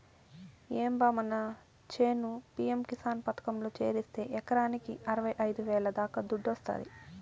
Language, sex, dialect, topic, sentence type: Telugu, female, Southern, agriculture, statement